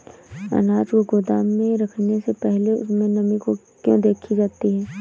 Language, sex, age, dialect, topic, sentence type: Hindi, female, 18-24, Awadhi Bundeli, agriculture, question